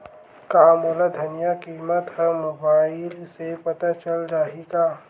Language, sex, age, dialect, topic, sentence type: Chhattisgarhi, male, 18-24, Western/Budati/Khatahi, agriculture, question